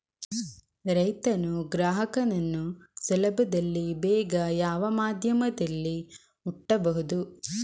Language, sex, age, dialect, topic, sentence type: Kannada, female, 18-24, Coastal/Dakshin, agriculture, question